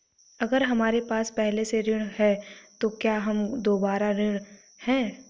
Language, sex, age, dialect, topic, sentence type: Hindi, female, 18-24, Awadhi Bundeli, banking, question